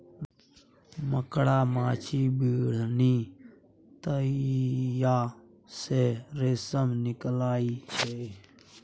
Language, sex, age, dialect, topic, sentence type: Maithili, male, 18-24, Bajjika, agriculture, statement